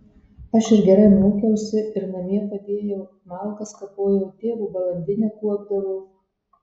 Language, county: Lithuanian, Marijampolė